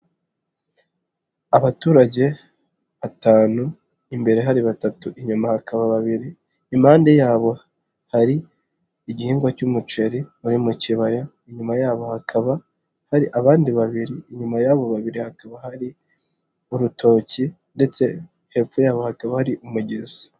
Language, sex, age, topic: Kinyarwanda, male, 25-35, agriculture